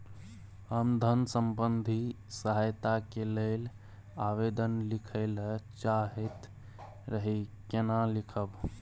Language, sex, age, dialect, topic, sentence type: Maithili, male, 18-24, Bajjika, agriculture, question